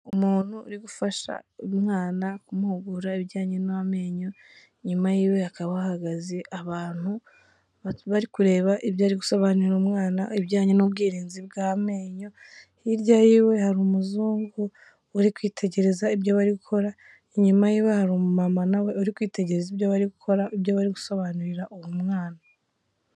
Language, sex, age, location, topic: Kinyarwanda, female, 25-35, Kigali, health